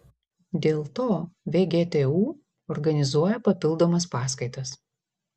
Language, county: Lithuanian, Vilnius